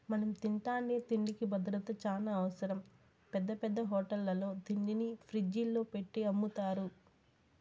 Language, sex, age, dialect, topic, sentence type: Telugu, female, 18-24, Southern, agriculture, statement